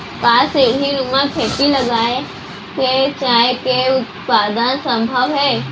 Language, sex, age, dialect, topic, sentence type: Chhattisgarhi, female, 36-40, Central, agriculture, question